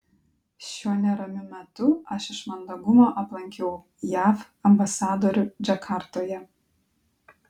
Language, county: Lithuanian, Klaipėda